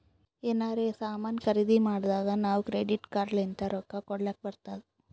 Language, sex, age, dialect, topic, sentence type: Kannada, female, 41-45, Northeastern, banking, statement